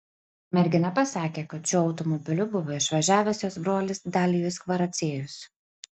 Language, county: Lithuanian, Klaipėda